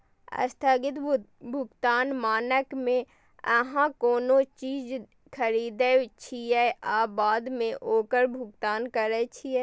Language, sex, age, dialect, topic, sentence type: Maithili, female, 36-40, Eastern / Thethi, banking, statement